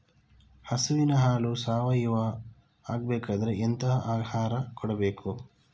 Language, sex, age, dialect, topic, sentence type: Kannada, male, 25-30, Coastal/Dakshin, agriculture, question